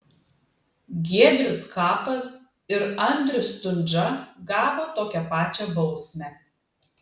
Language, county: Lithuanian, Klaipėda